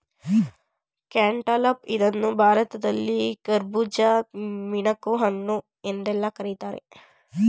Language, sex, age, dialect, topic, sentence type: Kannada, female, 25-30, Mysore Kannada, agriculture, statement